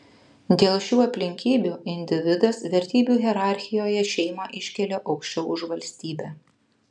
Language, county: Lithuanian, Vilnius